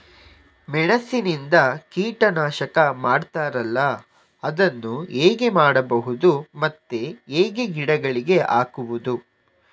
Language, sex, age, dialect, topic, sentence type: Kannada, male, 18-24, Coastal/Dakshin, agriculture, question